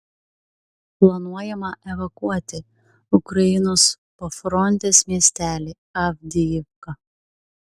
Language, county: Lithuanian, Klaipėda